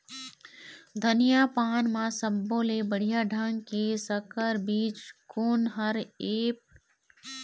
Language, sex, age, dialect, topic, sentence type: Chhattisgarhi, female, 18-24, Eastern, agriculture, question